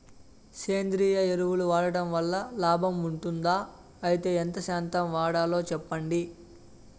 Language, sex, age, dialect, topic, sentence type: Telugu, male, 18-24, Southern, agriculture, question